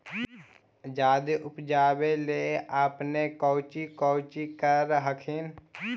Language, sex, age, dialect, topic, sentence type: Magahi, male, 18-24, Central/Standard, agriculture, question